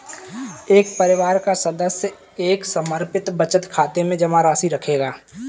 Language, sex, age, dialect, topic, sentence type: Hindi, male, 18-24, Kanauji Braj Bhasha, banking, statement